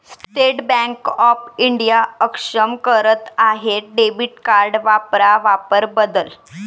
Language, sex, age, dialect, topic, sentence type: Marathi, male, 18-24, Varhadi, banking, statement